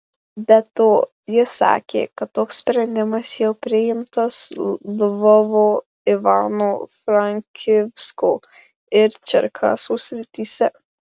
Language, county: Lithuanian, Marijampolė